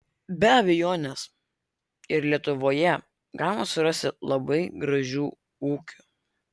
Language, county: Lithuanian, Vilnius